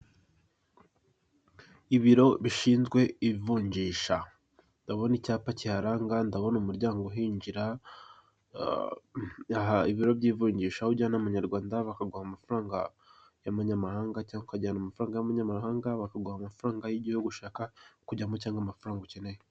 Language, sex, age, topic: Kinyarwanda, male, 18-24, finance